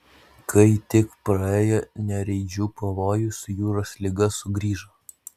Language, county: Lithuanian, Utena